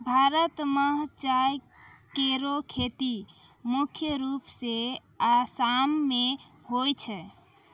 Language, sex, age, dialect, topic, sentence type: Maithili, female, 25-30, Angika, agriculture, statement